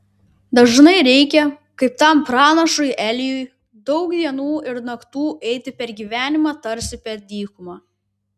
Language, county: Lithuanian, Vilnius